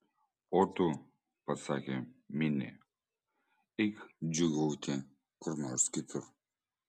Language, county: Lithuanian, Klaipėda